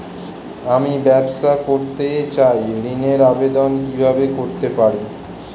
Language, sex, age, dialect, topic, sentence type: Bengali, male, 18-24, Standard Colloquial, banking, question